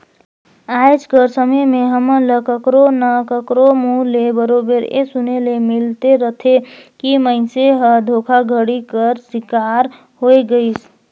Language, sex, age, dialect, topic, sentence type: Chhattisgarhi, female, 18-24, Northern/Bhandar, banking, statement